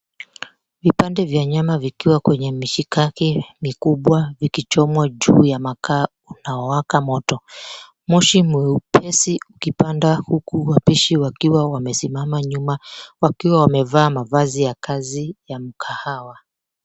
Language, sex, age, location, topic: Swahili, female, 25-35, Mombasa, agriculture